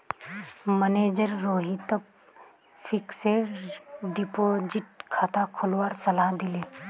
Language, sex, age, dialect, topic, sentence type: Magahi, female, 18-24, Northeastern/Surjapuri, banking, statement